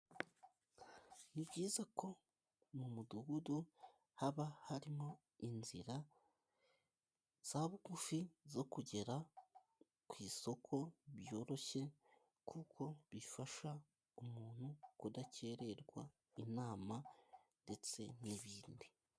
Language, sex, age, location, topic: Kinyarwanda, male, 25-35, Musanze, government